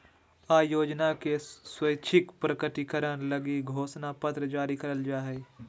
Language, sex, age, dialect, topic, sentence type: Magahi, male, 41-45, Southern, banking, statement